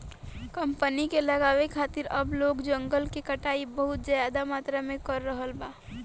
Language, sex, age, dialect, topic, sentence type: Bhojpuri, female, 18-24, Southern / Standard, agriculture, statement